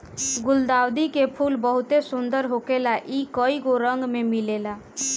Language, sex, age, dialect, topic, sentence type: Bhojpuri, female, 18-24, Northern, agriculture, statement